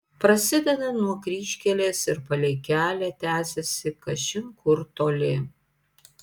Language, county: Lithuanian, Panevėžys